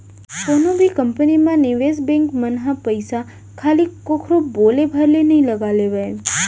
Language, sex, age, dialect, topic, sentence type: Chhattisgarhi, female, 25-30, Central, banking, statement